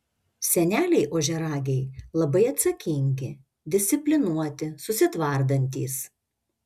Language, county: Lithuanian, Šiauliai